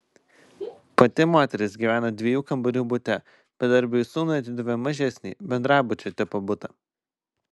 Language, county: Lithuanian, Vilnius